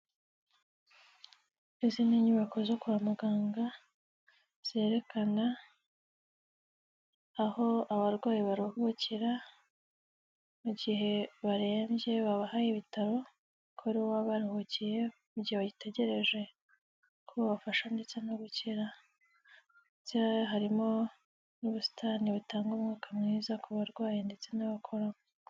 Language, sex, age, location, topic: Kinyarwanda, female, 18-24, Kigali, health